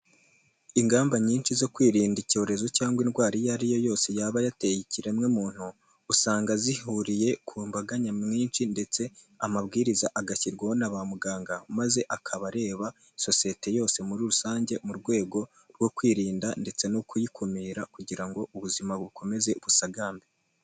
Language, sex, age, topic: Kinyarwanda, male, 18-24, health